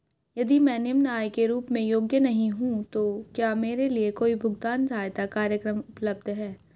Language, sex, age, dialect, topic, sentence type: Hindi, female, 31-35, Hindustani Malvi Khadi Boli, banking, question